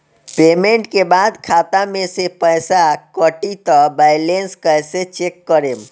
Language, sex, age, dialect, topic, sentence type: Bhojpuri, male, 18-24, Southern / Standard, banking, question